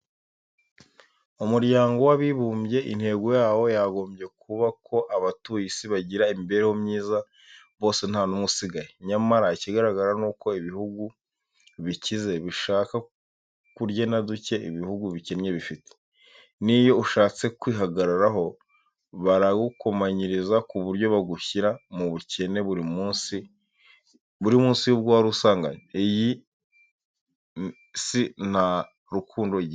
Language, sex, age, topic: Kinyarwanda, male, 25-35, education